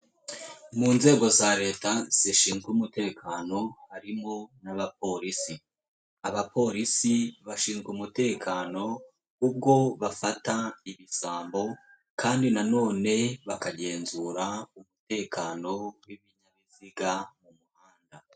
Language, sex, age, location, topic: Kinyarwanda, male, 18-24, Nyagatare, government